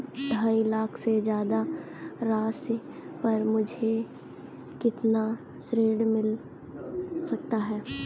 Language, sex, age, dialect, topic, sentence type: Hindi, female, 18-24, Kanauji Braj Bhasha, banking, question